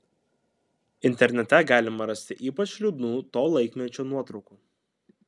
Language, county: Lithuanian, Kaunas